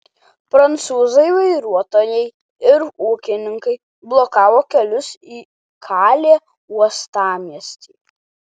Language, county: Lithuanian, Alytus